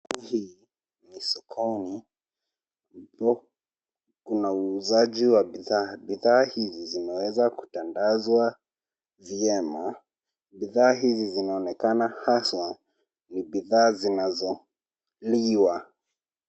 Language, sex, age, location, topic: Swahili, male, 18-24, Nairobi, finance